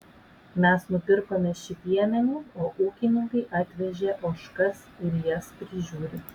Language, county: Lithuanian, Vilnius